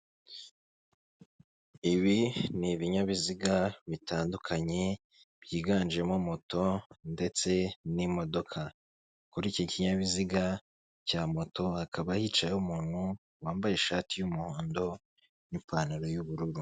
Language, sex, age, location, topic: Kinyarwanda, male, 25-35, Kigali, government